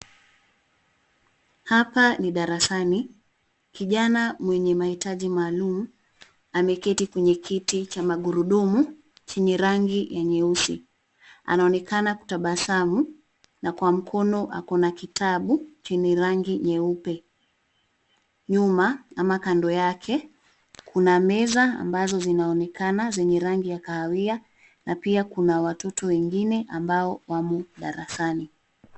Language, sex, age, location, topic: Swahili, female, 36-49, Nairobi, education